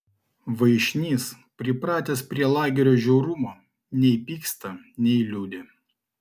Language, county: Lithuanian, Klaipėda